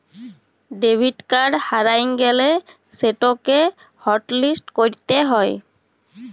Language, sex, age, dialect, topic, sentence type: Bengali, female, 18-24, Jharkhandi, banking, statement